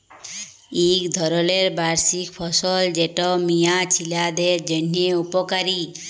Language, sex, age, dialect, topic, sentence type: Bengali, female, 31-35, Jharkhandi, agriculture, statement